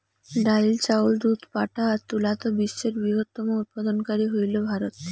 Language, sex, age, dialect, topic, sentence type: Bengali, female, 18-24, Rajbangshi, agriculture, statement